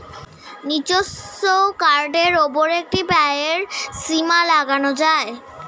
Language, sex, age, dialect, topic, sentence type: Bengali, male, <18, Standard Colloquial, banking, statement